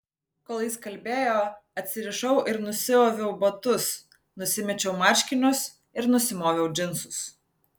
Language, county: Lithuanian, Vilnius